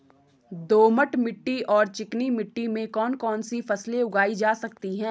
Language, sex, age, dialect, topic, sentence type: Hindi, female, 18-24, Garhwali, agriculture, question